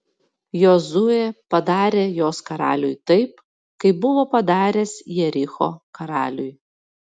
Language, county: Lithuanian, Panevėžys